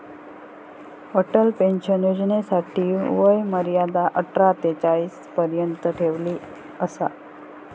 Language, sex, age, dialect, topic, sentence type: Marathi, female, 25-30, Southern Konkan, banking, statement